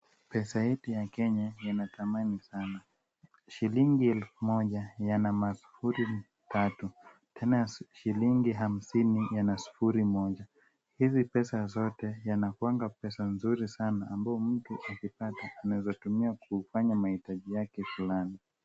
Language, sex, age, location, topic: Swahili, male, 25-35, Kisumu, finance